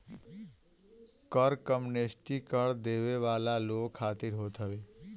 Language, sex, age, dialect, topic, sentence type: Bhojpuri, male, 18-24, Northern, banking, statement